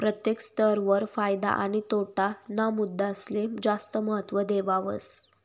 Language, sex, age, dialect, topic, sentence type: Marathi, female, 18-24, Northern Konkan, banking, statement